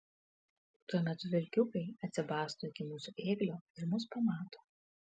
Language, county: Lithuanian, Kaunas